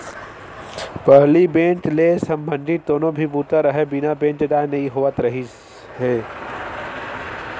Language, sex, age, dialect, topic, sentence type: Chhattisgarhi, male, 18-24, Western/Budati/Khatahi, banking, statement